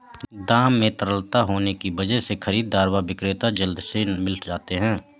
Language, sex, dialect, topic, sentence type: Hindi, male, Awadhi Bundeli, banking, statement